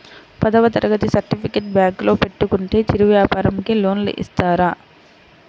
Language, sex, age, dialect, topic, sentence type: Telugu, female, 25-30, Central/Coastal, banking, question